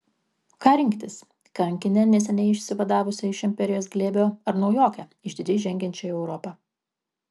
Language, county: Lithuanian, Kaunas